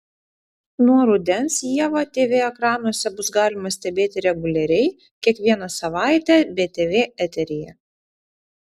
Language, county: Lithuanian, Vilnius